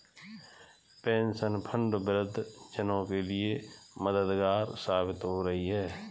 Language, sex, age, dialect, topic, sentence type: Hindi, male, 41-45, Kanauji Braj Bhasha, banking, statement